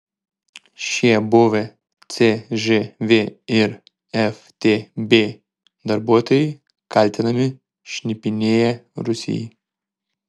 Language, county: Lithuanian, Šiauliai